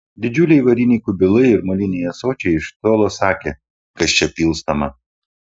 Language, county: Lithuanian, Panevėžys